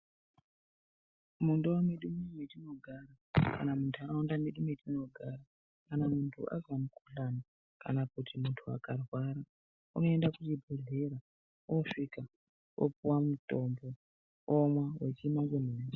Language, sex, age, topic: Ndau, male, 36-49, health